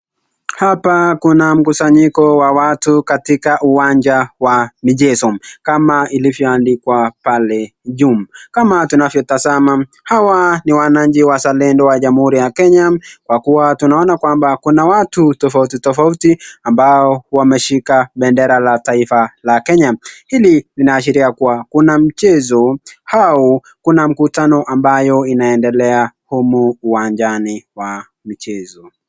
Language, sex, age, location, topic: Swahili, male, 18-24, Nakuru, government